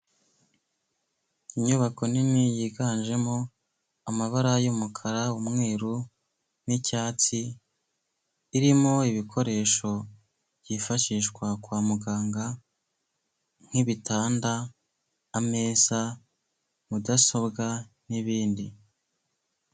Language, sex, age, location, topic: Kinyarwanda, female, 18-24, Kigali, health